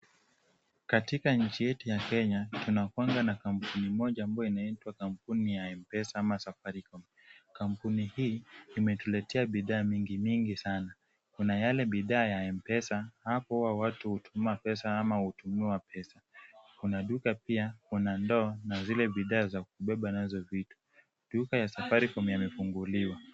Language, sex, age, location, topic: Swahili, male, 25-35, Kisumu, finance